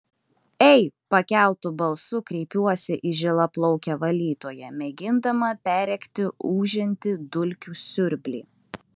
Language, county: Lithuanian, Klaipėda